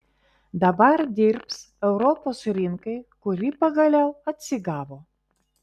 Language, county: Lithuanian, Vilnius